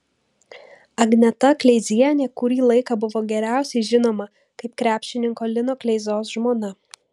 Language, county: Lithuanian, Vilnius